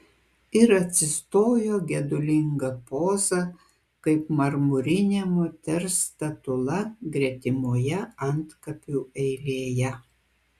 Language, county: Lithuanian, Kaunas